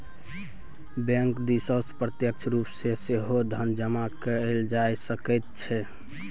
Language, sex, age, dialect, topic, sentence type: Maithili, male, 18-24, Bajjika, banking, statement